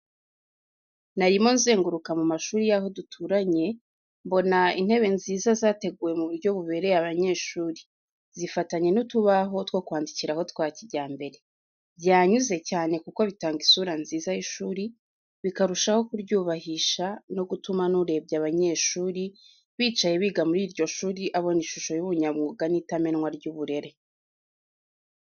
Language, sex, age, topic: Kinyarwanda, female, 25-35, education